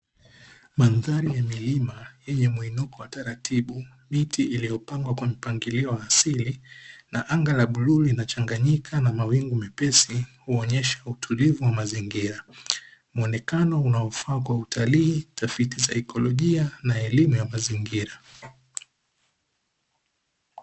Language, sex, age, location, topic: Swahili, male, 18-24, Dar es Salaam, agriculture